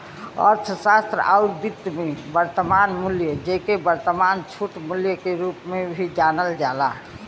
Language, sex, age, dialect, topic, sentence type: Bhojpuri, female, 25-30, Western, banking, statement